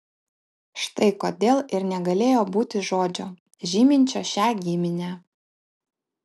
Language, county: Lithuanian, Vilnius